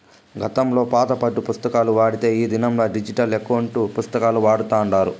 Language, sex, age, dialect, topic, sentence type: Telugu, male, 25-30, Southern, banking, statement